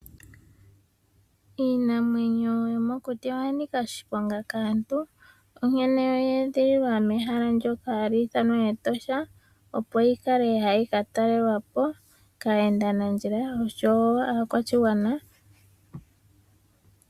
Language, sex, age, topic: Oshiwambo, female, 25-35, agriculture